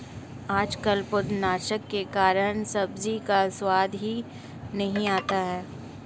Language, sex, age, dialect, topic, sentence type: Hindi, male, 25-30, Marwari Dhudhari, agriculture, statement